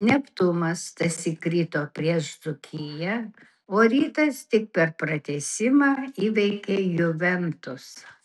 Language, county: Lithuanian, Kaunas